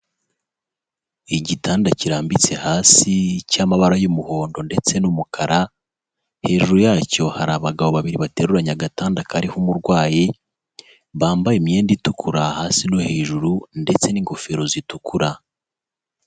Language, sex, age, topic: Kinyarwanda, male, 25-35, health